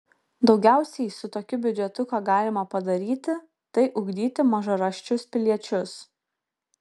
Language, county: Lithuanian, Kaunas